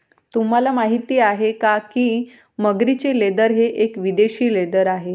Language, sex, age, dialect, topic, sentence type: Marathi, female, 25-30, Varhadi, agriculture, statement